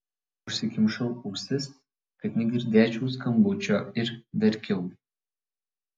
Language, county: Lithuanian, Vilnius